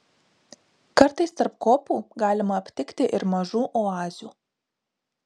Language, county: Lithuanian, Marijampolė